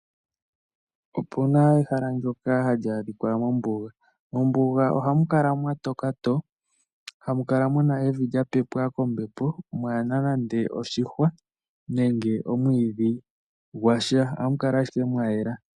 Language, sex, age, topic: Oshiwambo, male, 18-24, agriculture